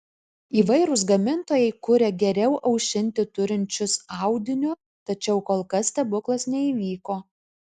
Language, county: Lithuanian, Alytus